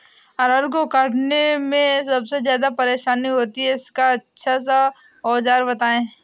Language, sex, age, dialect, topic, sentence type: Hindi, female, 18-24, Awadhi Bundeli, agriculture, question